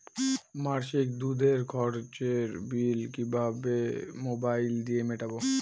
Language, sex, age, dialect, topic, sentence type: Bengali, female, 36-40, Northern/Varendri, banking, question